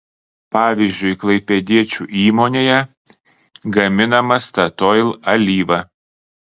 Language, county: Lithuanian, Kaunas